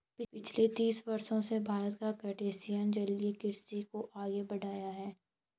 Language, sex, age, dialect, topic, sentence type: Hindi, female, 18-24, Garhwali, agriculture, statement